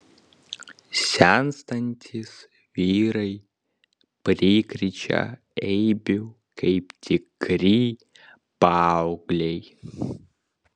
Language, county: Lithuanian, Vilnius